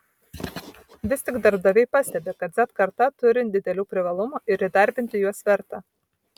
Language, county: Lithuanian, Vilnius